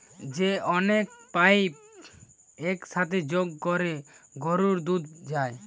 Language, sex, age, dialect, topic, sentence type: Bengali, male, <18, Western, agriculture, statement